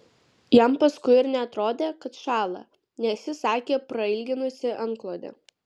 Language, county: Lithuanian, Vilnius